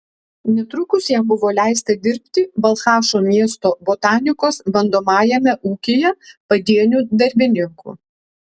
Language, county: Lithuanian, Alytus